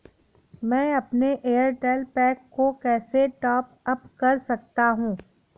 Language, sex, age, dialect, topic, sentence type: Hindi, female, 18-24, Awadhi Bundeli, banking, question